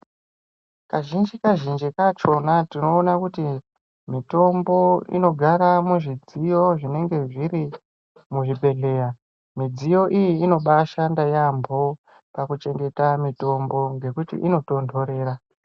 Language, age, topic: Ndau, 25-35, health